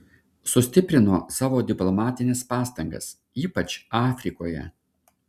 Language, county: Lithuanian, Šiauliai